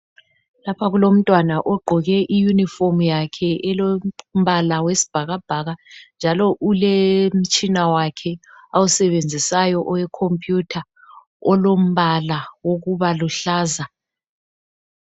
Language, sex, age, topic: North Ndebele, male, 36-49, education